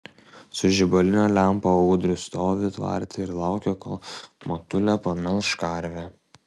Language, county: Lithuanian, Kaunas